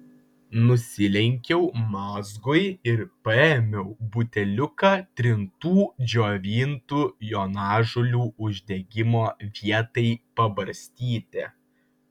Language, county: Lithuanian, Vilnius